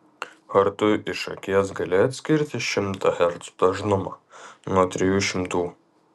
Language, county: Lithuanian, Kaunas